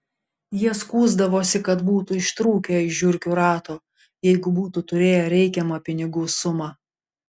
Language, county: Lithuanian, Panevėžys